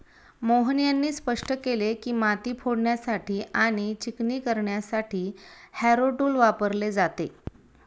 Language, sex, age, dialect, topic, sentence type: Marathi, female, 31-35, Standard Marathi, agriculture, statement